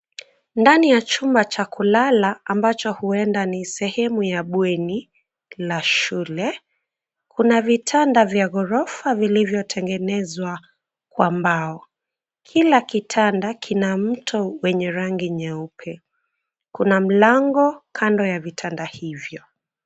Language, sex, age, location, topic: Swahili, female, 18-24, Nairobi, education